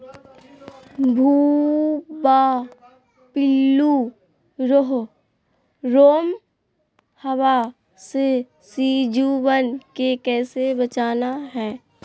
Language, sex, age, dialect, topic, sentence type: Magahi, female, 18-24, Southern, agriculture, question